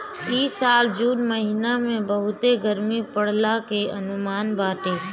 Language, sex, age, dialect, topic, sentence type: Bhojpuri, female, 25-30, Northern, agriculture, statement